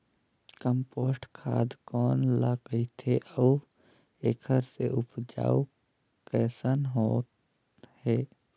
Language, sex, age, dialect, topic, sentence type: Chhattisgarhi, male, 18-24, Northern/Bhandar, agriculture, question